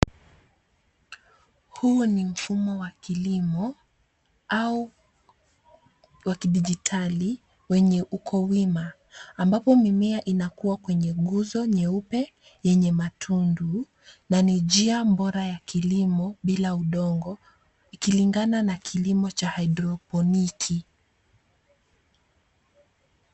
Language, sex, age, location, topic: Swahili, female, 25-35, Nairobi, agriculture